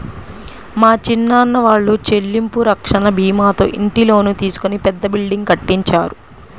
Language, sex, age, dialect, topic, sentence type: Telugu, female, 25-30, Central/Coastal, banking, statement